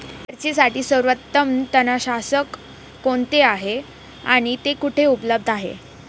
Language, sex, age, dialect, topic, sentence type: Marathi, female, 18-24, Standard Marathi, agriculture, question